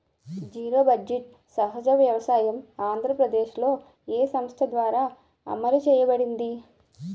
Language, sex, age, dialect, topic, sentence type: Telugu, female, 25-30, Utterandhra, agriculture, question